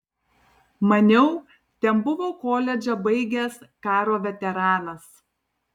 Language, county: Lithuanian, Tauragė